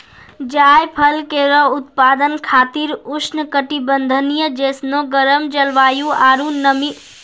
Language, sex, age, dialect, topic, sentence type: Maithili, female, 46-50, Angika, agriculture, statement